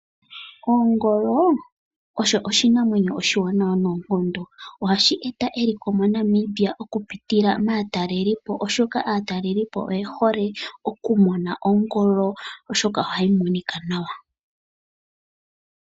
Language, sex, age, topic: Oshiwambo, female, 25-35, agriculture